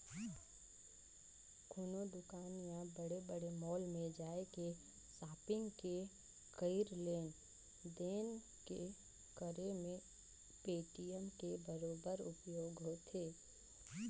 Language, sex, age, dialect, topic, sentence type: Chhattisgarhi, female, 31-35, Northern/Bhandar, banking, statement